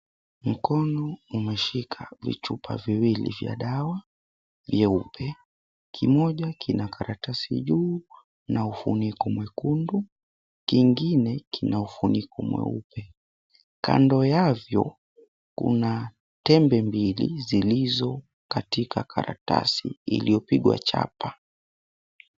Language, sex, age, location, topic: Swahili, male, 18-24, Mombasa, health